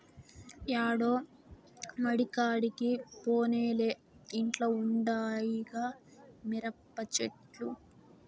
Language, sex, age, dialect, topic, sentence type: Telugu, female, 18-24, Southern, agriculture, statement